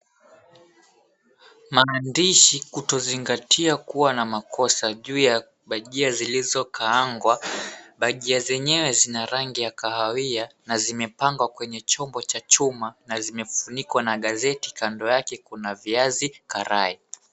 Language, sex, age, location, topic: Swahili, male, 18-24, Mombasa, agriculture